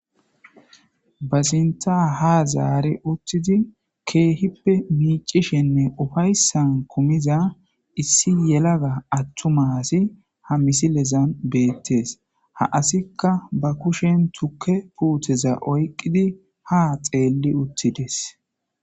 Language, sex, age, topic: Gamo, male, 25-35, agriculture